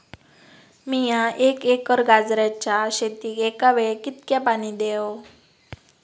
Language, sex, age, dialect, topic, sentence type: Marathi, female, 18-24, Southern Konkan, agriculture, question